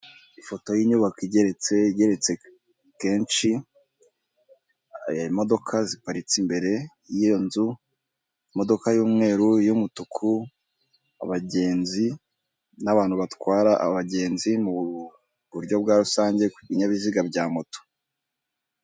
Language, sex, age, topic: Kinyarwanda, male, 18-24, government